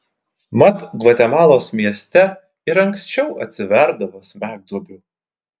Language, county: Lithuanian, Klaipėda